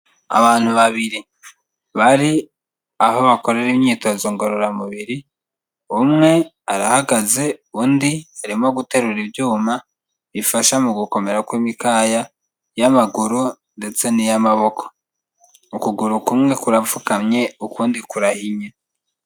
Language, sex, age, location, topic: Kinyarwanda, male, 25-35, Kigali, health